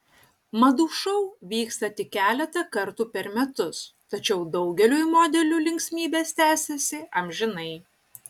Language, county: Lithuanian, Utena